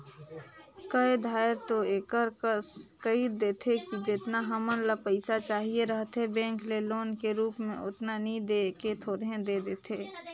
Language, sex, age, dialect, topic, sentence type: Chhattisgarhi, female, 18-24, Northern/Bhandar, banking, statement